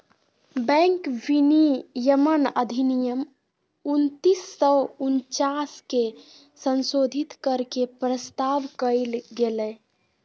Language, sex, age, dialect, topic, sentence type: Magahi, female, 56-60, Southern, banking, statement